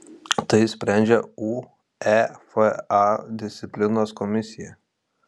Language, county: Lithuanian, Šiauliai